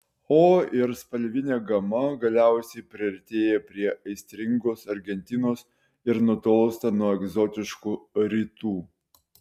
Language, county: Lithuanian, Utena